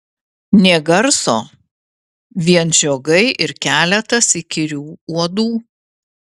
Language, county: Lithuanian, Vilnius